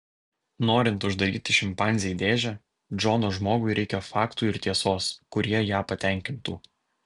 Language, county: Lithuanian, Vilnius